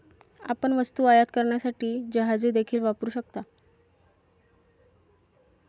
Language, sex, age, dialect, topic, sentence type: Marathi, female, 25-30, Varhadi, banking, statement